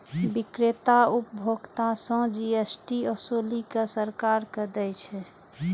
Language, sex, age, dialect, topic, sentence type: Maithili, female, 36-40, Eastern / Thethi, banking, statement